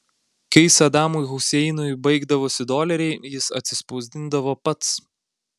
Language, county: Lithuanian, Alytus